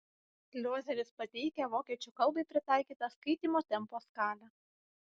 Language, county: Lithuanian, Vilnius